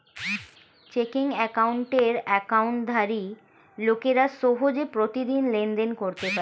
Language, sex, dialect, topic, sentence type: Bengali, female, Standard Colloquial, banking, statement